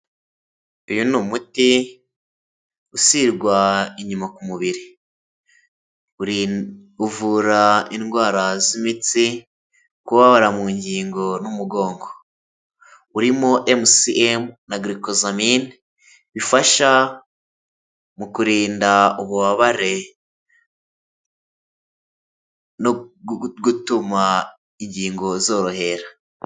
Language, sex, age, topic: Kinyarwanda, male, 18-24, health